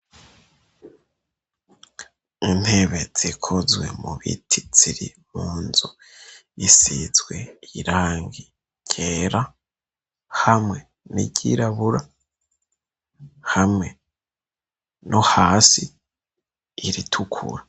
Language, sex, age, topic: Rundi, male, 18-24, education